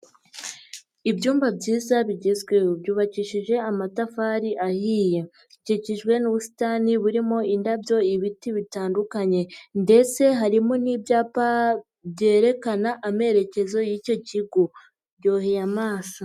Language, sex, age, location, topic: Kinyarwanda, female, 50+, Nyagatare, education